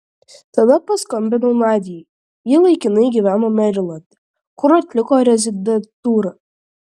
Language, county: Lithuanian, Klaipėda